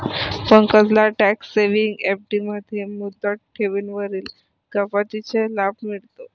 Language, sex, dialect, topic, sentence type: Marathi, female, Varhadi, banking, statement